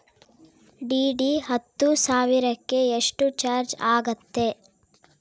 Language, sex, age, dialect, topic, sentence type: Kannada, female, 18-24, Central, banking, question